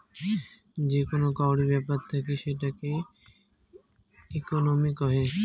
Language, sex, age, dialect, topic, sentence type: Bengali, male, 18-24, Rajbangshi, banking, statement